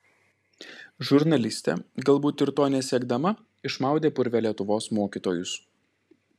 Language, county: Lithuanian, Klaipėda